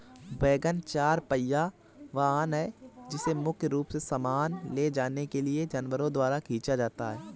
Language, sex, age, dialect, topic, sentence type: Hindi, male, 18-24, Awadhi Bundeli, agriculture, statement